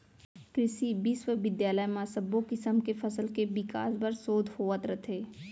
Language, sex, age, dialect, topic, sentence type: Chhattisgarhi, female, 25-30, Central, agriculture, statement